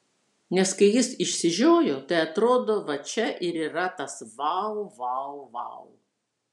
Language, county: Lithuanian, Vilnius